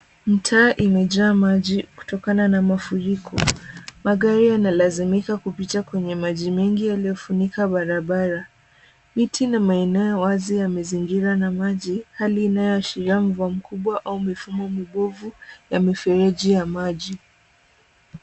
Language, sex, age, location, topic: Swahili, female, 18-24, Kisumu, health